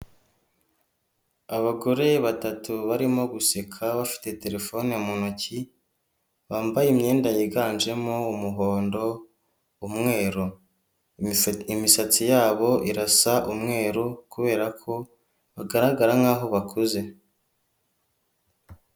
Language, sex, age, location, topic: Kinyarwanda, male, 25-35, Kigali, health